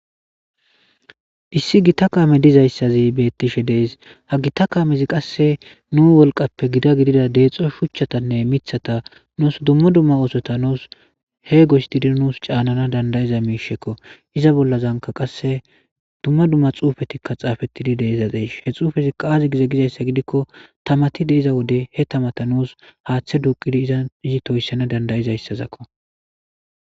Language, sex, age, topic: Gamo, male, 25-35, government